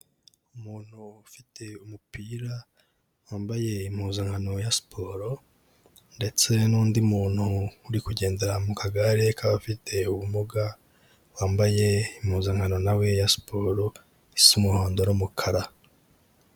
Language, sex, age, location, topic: Kinyarwanda, male, 18-24, Kigali, health